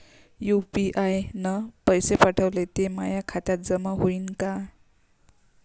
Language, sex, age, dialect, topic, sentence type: Marathi, female, 25-30, Varhadi, banking, question